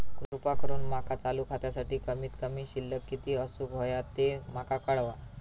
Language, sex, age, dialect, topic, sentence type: Marathi, female, 25-30, Southern Konkan, banking, statement